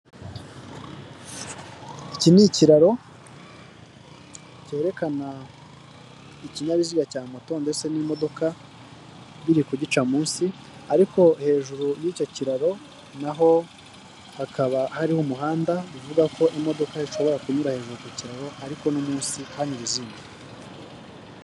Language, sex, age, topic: Kinyarwanda, male, 18-24, government